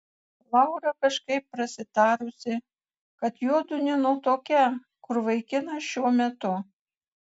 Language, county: Lithuanian, Kaunas